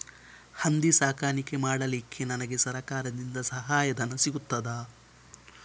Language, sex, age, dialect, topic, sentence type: Kannada, male, 18-24, Coastal/Dakshin, agriculture, question